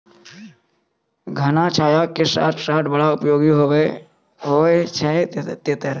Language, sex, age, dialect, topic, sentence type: Maithili, male, 25-30, Angika, agriculture, statement